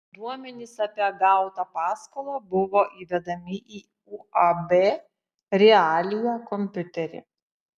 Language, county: Lithuanian, Šiauliai